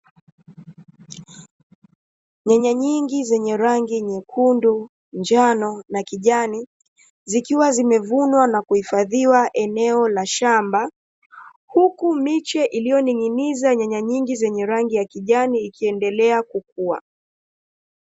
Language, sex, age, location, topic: Swahili, female, 25-35, Dar es Salaam, agriculture